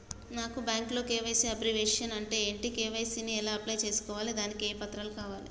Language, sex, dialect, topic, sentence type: Telugu, male, Telangana, banking, question